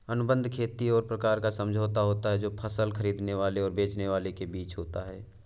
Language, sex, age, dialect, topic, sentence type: Hindi, male, 18-24, Awadhi Bundeli, agriculture, statement